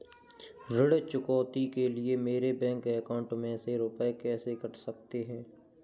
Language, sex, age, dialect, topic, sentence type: Hindi, male, 18-24, Kanauji Braj Bhasha, banking, question